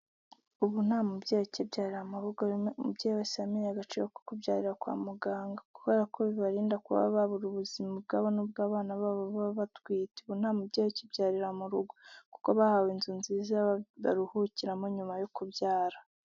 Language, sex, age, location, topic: Kinyarwanda, female, 50+, Kigali, health